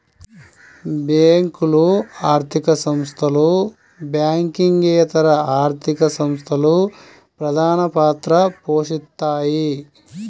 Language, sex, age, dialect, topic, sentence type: Telugu, male, 41-45, Central/Coastal, banking, statement